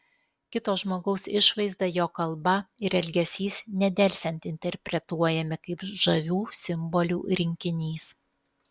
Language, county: Lithuanian, Alytus